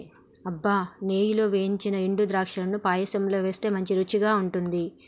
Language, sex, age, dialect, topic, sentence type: Telugu, male, 31-35, Telangana, agriculture, statement